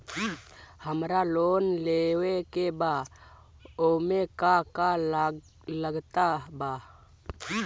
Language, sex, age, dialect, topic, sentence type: Bhojpuri, male, 25-30, Northern, banking, question